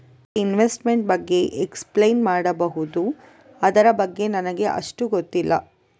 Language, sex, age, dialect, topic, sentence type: Kannada, female, 41-45, Coastal/Dakshin, banking, question